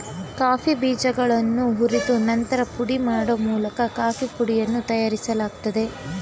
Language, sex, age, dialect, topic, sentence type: Kannada, female, 18-24, Mysore Kannada, agriculture, statement